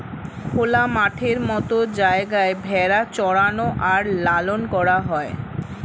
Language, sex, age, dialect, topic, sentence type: Bengali, female, 36-40, Standard Colloquial, agriculture, statement